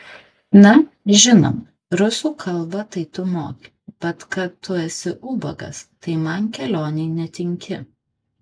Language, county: Lithuanian, Kaunas